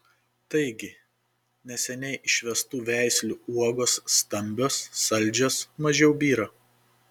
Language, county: Lithuanian, Panevėžys